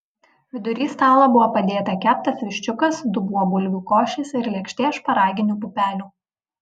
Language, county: Lithuanian, Vilnius